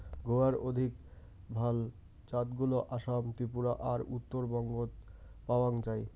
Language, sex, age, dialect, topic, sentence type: Bengali, male, 18-24, Rajbangshi, agriculture, statement